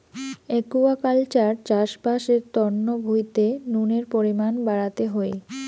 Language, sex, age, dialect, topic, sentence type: Bengali, female, 25-30, Rajbangshi, agriculture, statement